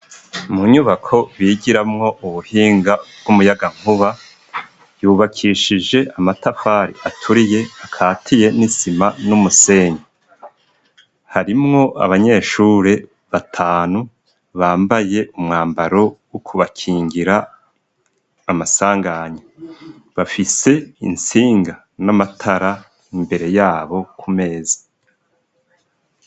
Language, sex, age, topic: Rundi, male, 50+, education